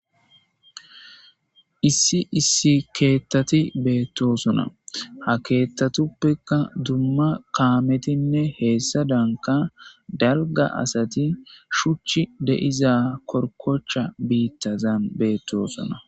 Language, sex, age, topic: Gamo, male, 18-24, government